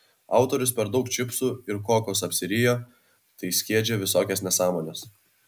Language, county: Lithuanian, Vilnius